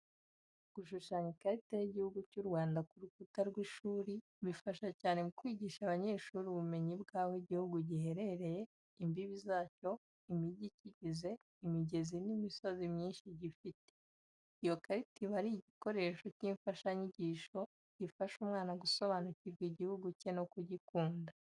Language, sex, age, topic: Kinyarwanda, female, 25-35, education